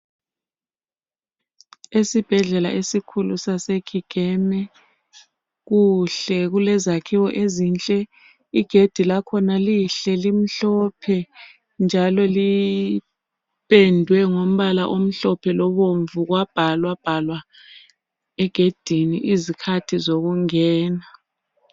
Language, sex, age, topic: North Ndebele, female, 36-49, health